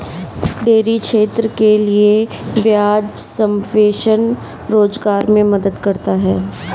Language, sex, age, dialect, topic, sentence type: Hindi, female, 46-50, Kanauji Braj Bhasha, agriculture, statement